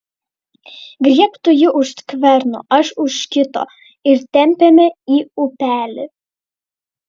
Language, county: Lithuanian, Vilnius